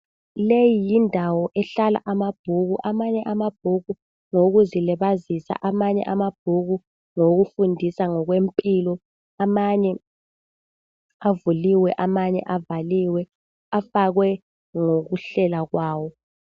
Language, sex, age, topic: North Ndebele, female, 18-24, education